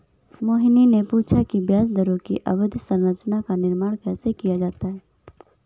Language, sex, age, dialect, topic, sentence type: Hindi, female, 51-55, Awadhi Bundeli, banking, statement